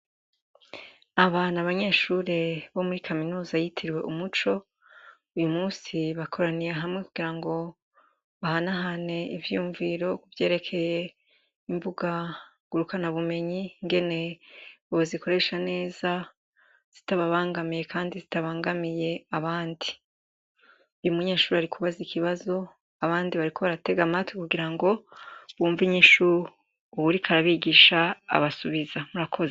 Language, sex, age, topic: Rundi, female, 36-49, education